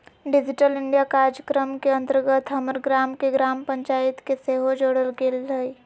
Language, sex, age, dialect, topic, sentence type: Magahi, female, 56-60, Western, banking, statement